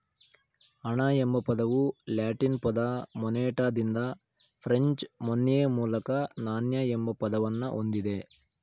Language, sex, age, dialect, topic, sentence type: Kannada, male, 18-24, Mysore Kannada, banking, statement